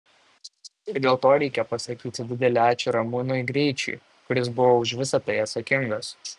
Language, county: Lithuanian, Šiauliai